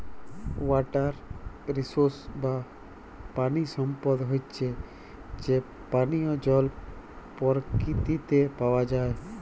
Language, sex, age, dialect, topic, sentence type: Bengali, female, 31-35, Jharkhandi, agriculture, statement